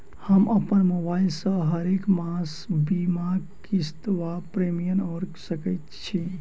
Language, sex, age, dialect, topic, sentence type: Maithili, male, 18-24, Southern/Standard, banking, question